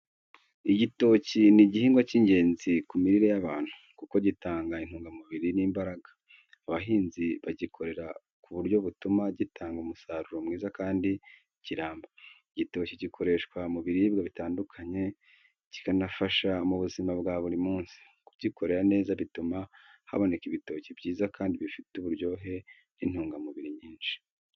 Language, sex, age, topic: Kinyarwanda, male, 25-35, education